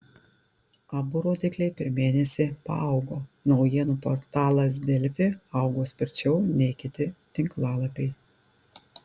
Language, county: Lithuanian, Tauragė